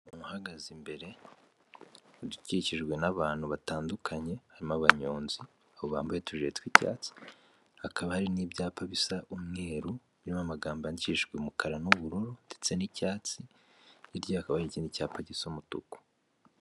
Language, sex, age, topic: Kinyarwanda, male, 18-24, finance